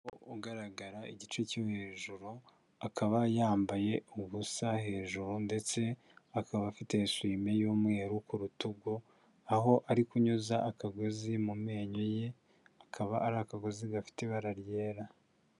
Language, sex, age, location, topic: Kinyarwanda, male, 18-24, Huye, health